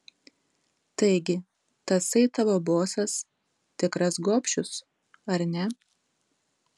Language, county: Lithuanian, Tauragė